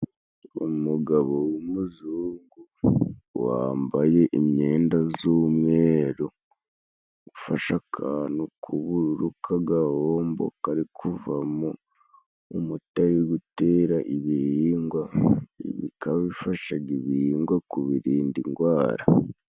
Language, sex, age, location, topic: Kinyarwanda, male, 18-24, Musanze, agriculture